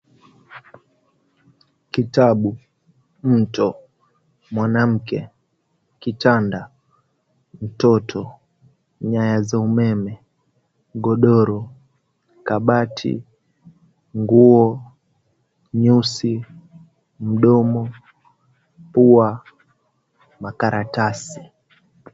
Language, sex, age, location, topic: Swahili, male, 18-24, Mombasa, health